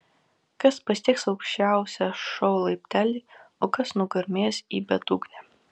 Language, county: Lithuanian, Vilnius